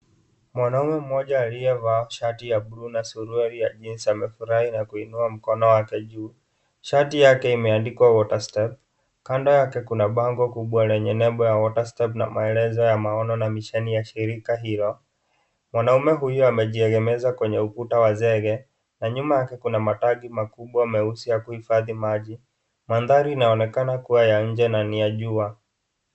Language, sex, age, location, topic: Swahili, male, 18-24, Kisii, health